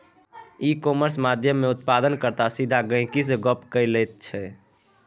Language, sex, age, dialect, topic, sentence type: Maithili, male, 18-24, Bajjika, agriculture, statement